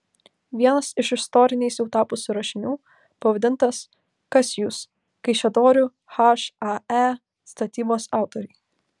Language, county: Lithuanian, Vilnius